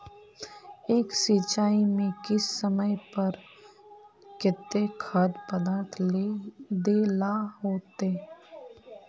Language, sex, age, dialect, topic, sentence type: Magahi, female, 25-30, Northeastern/Surjapuri, agriculture, question